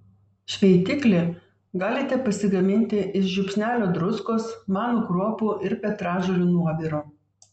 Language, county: Lithuanian, Vilnius